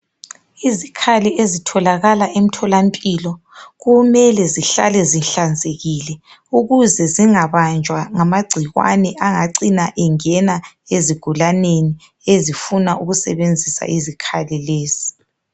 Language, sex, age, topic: North Ndebele, female, 36-49, health